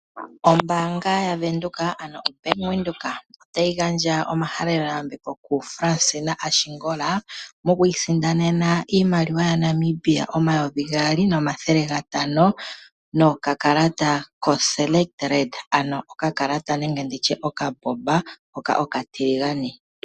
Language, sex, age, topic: Oshiwambo, female, 25-35, finance